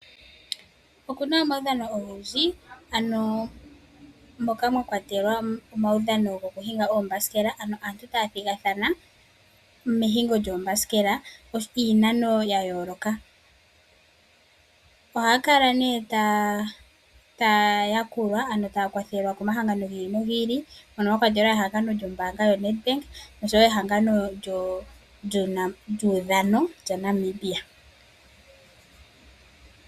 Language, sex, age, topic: Oshiwambo, female, 18-24, finance